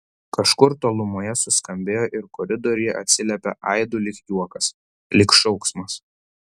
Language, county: Lithuanian, Vilnius